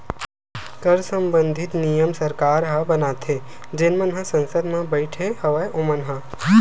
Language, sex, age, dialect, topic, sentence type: Chhattisgarhi, male, 25-30, Western/Budati/Khatahi, banking, statement